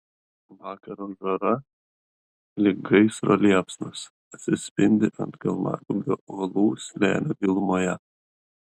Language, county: Lithuanian, Kaunas